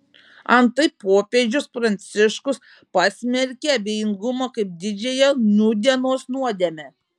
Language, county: Lithuanian, Šiauliai